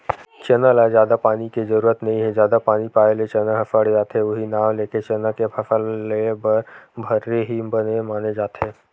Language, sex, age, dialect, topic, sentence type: Chhattisgarhi, male, 18-24, Western/Budati/Khatahi, agriculture, statement